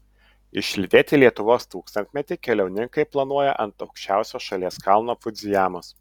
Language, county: Lithuanian, Utena